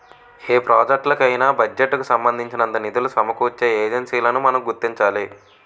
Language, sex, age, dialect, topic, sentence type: Telugu, male, 18-24, Utterandhra, banking, statement